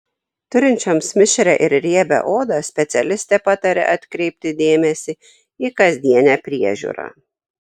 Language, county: Lithuanian, Šiauliai